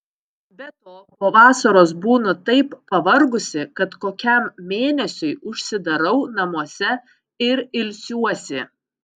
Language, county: Lithuanian, Utena